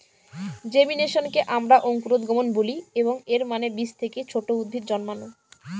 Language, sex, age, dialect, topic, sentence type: Bengali, female, 18-24, Northern/Varendri, agriculture, statement